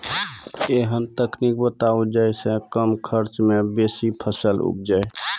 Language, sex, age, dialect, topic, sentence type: Maithili, male, 18-24, Angika, agriculture, question